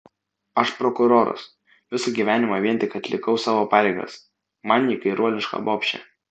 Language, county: Lithuanian, Vilnius